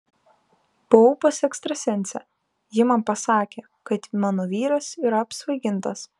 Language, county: Lithuanian, Kaunas